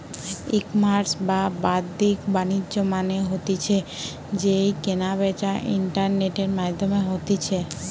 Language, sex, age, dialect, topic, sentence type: Bengali, female, 18-24, Western, banking, statement